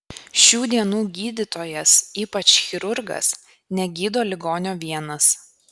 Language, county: Lithuanian, Kaunas